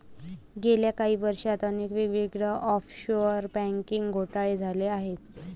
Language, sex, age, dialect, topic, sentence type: Marathi, female, 25-30, Varhadi, banking, statement